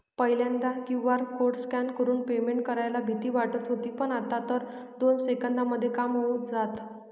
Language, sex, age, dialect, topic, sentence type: Marathi, female, 56-60, Northern Konkan, banking, statement